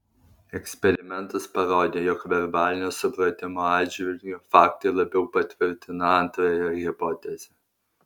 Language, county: Lithuanian, Alytus